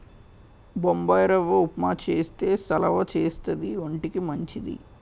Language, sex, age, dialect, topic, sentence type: Telugu, male, 18-24, Utterandhra, agriculture, statement